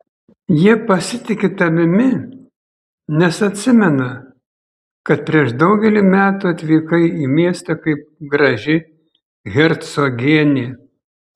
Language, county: Lithuanian, Kaunas